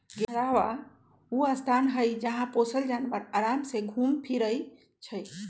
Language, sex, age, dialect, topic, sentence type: Magahi, female, 46-50, Western, agriculture, statement